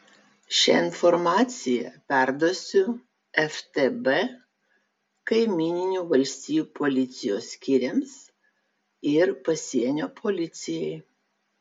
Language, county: Lithuanian, Vilnius